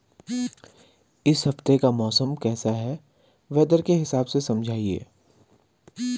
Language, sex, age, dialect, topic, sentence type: Hindi, male, 25-30, Garhwali, agriculture, question